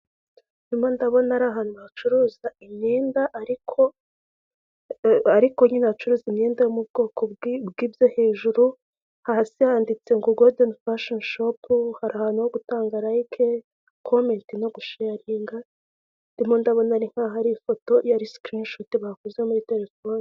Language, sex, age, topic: Kinyarwanda, female, 18-24, finance